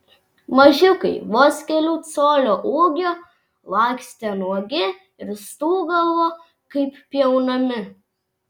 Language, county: Lithuanian, Vilnius